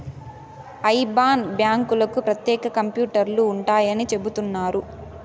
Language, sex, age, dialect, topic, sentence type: Telugu, female, 18-24, Southern, banking, statement